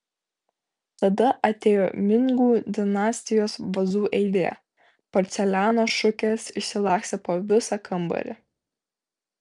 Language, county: Lithuanian, Vilnius